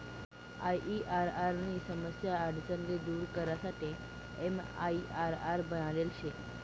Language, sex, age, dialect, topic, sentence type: Marathi, female, 18-24, Northern Konkan, banking, statement